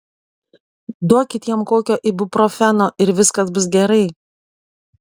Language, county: Lithuanian, Panevėžys